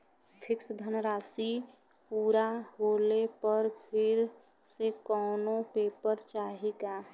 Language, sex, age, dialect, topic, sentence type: Bhojpuri, female, 25-30, Western, banking, question